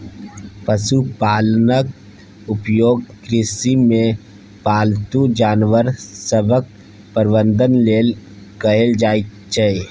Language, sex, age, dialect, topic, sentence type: Maithili, male, 31-35, Bajjika, agriculture, statement